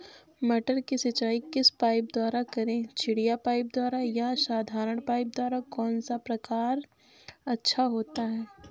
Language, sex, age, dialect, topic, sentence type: Hindi, female, 25-30, Awadhi Bundeli, agriculture, question